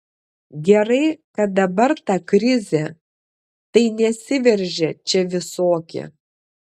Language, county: Lithuanian, Klaipėda